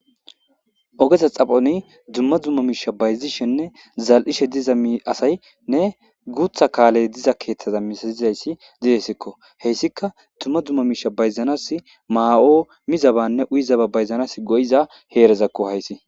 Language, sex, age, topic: Gamo, male, 18-24, government